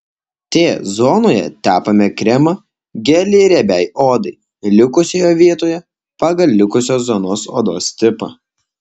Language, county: Lithuanian, Alytus